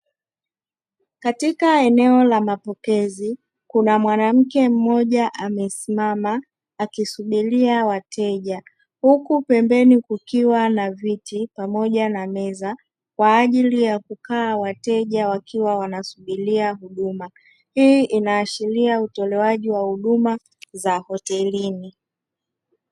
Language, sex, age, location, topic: Swahili, female, 25-35, Dar es Salaam, finance